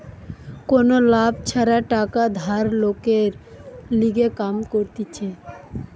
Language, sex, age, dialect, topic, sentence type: Bengali, female, 18-24, Western, banking, statement